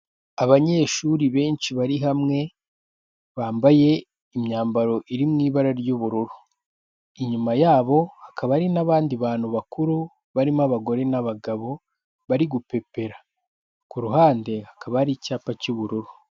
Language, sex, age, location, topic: Kinyarwanda, male, 18-24, Kigali, health